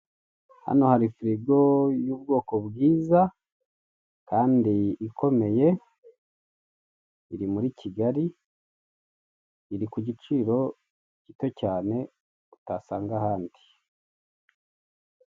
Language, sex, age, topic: Kinyarwanda, male, 36-49, finance